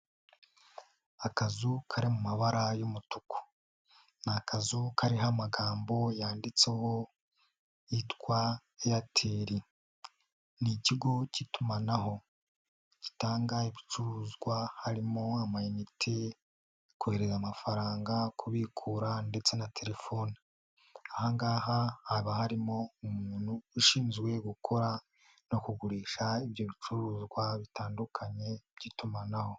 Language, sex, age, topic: Kinyarwanda, male, 18-24, finance